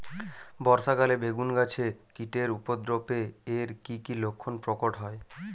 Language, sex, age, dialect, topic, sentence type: Bengali, male, 18-24, Jharkhandi, agriculture, question